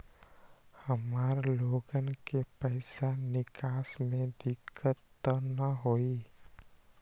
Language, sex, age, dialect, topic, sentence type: Magahi, male, 25-30, Western, banking, question